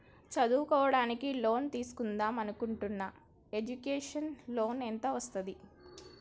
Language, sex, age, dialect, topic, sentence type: Telugu, female, 25-30, Telangana, banking, question